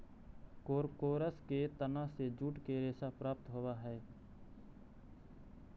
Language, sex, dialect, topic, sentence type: Magahi, male, Central/Standard, agriculture, statement